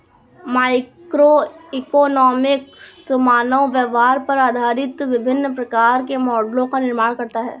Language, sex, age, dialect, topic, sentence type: Hindi, female, 46-50, Awadhi Bundeli, banking, statement